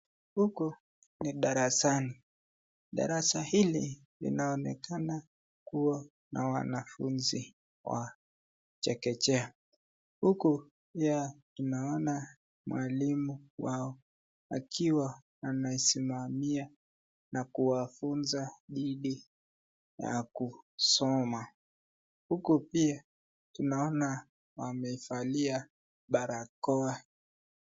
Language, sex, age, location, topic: Swahili, female, 36-49, Nakuru, health